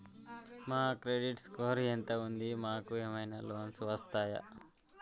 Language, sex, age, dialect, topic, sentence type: Telugu, male, 18-24, Telangana, banking, question